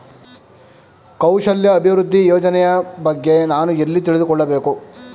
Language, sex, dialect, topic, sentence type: Kannada, male, Mysore Kannada, banking, question